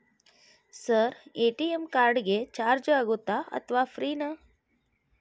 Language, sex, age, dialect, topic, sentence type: Kannada, female, 41-45, Dharwad Kannada, banking, question